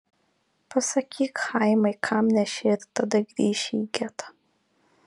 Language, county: Lithuanian, Kaunas